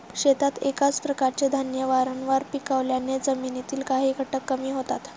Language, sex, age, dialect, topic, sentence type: Marathi, female, 36-40, Standard Marathi, agriculture, statement